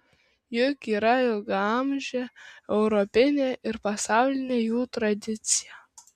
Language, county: Lithuanian, Kaunas